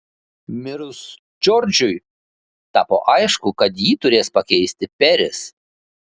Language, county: Lithuanian, Šiauliai